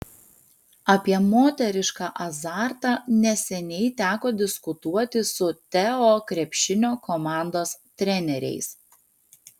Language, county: Lithuanian, Panevėžys